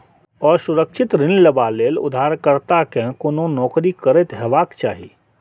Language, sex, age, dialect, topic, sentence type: Maithili, male, 41-45, Eastern / Thethi, banking, statement